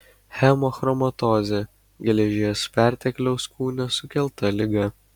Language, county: Lithuanian, Kaunas